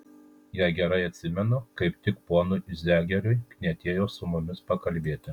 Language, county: Lithuanian, Kaunas